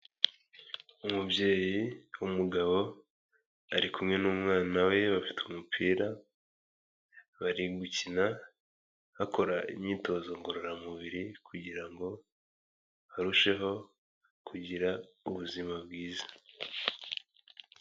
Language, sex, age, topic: Kinyarwanda, male, 25-35, health